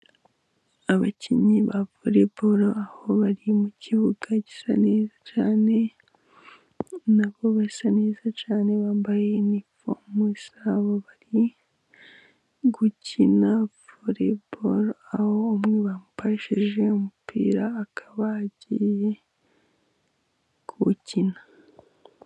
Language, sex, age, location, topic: Kinyarwanda, female, 18-24, Musanze, government